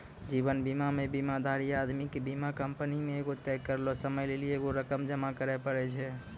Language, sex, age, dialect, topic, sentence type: Maithili, male, 25-30, Angika, banking, statement